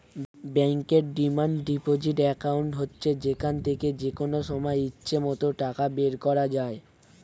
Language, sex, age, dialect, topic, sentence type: Bengali, male, 18-24, Standard Colloquial, banking, statement